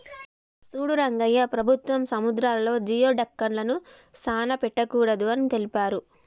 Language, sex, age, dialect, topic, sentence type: Telugu, female, 25-30, Telangana, agriculture, statement